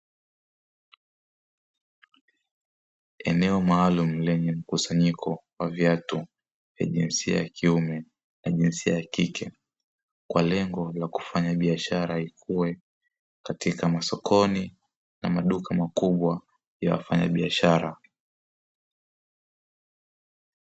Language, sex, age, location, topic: Swahili, male, 18-24, Dar es Salaam, finance